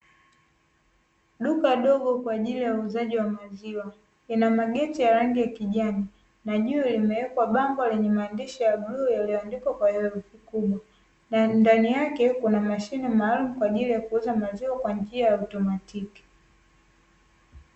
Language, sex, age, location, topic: Swahili, female, 18-24, Dar es Salaam, finance